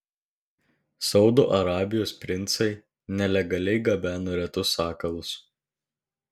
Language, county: Lithuanian, Telšiai